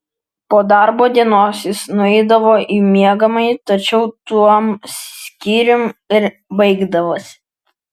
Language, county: Lithuanian, Vilnius